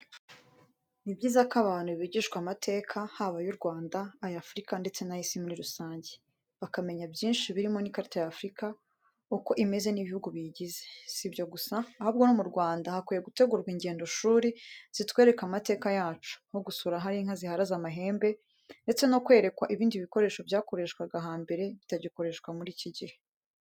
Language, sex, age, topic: Kinyarwanda, female, 18-24, education